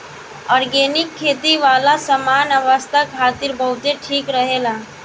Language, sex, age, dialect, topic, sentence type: Bhojpuri, female, <18, Southern / Standard, agriculture, statement